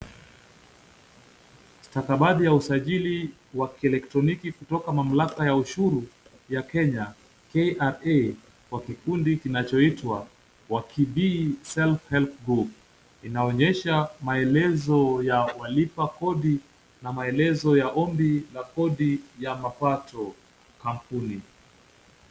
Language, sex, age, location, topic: Swahili, male, 25-35, Kisumu, finance